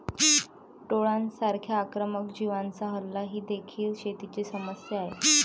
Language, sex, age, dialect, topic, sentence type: Marathi, male, 25-30, Varhadi, agriculture, statement